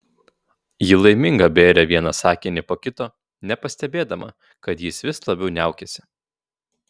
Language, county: Lithuanian, Vilnius